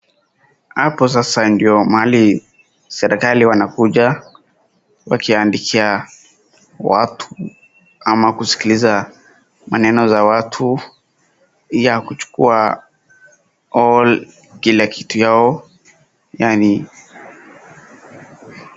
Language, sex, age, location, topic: Swahili, male, 18-24, Wajir, government